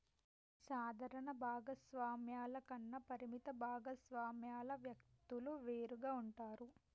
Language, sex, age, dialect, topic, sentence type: Telugu, female, 18-24, Telangana, banking, statement